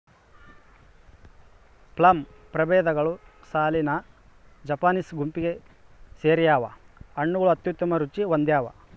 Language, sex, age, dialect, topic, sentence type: Kannada, male, 25-30, Central, agriculture, statement